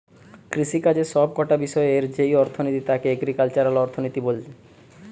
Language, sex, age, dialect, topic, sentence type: Bengali, male, 31-35, Western, banking, statement